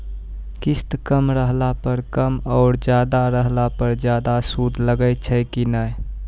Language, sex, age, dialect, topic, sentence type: Maithili, male, 18-24, Angika, banking, question